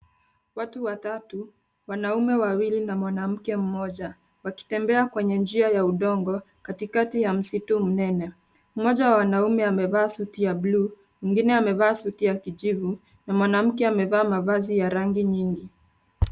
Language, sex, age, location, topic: Swahili, female, 25-35, Nairobi, government